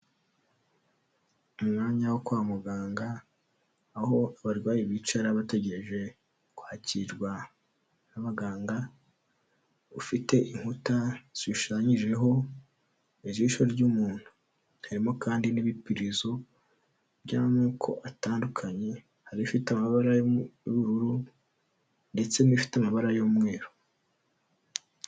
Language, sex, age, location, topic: Kinyarwanda, male, 18-24, Huye, health